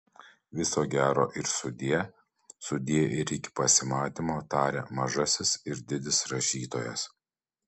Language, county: Lithuanian, Panevėžys